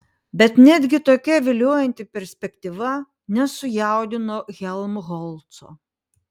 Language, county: Lithuanian, Panevėžys